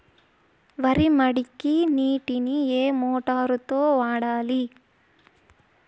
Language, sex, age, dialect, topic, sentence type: Telugu, female, 18-24, Southern, agriculture, question